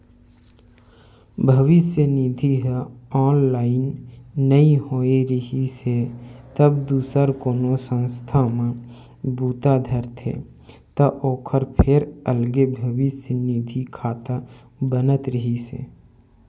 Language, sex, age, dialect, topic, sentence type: Chhattisgarhi, male, 25-30, Western/Budati/Khatahi, banking, statement